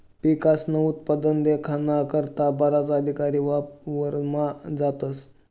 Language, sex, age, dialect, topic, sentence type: Marathi, male, 31-35, Northern Konkan, banking, statement